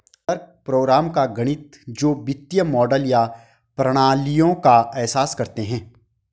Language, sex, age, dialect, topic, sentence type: Hindi, male, 25-30, Hindustani Malvi Khadi Boli, banking, statement